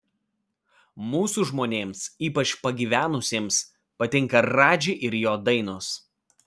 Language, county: Lithuanian, Vilnius